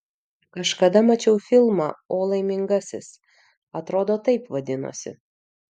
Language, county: Lithuanian, Vilnius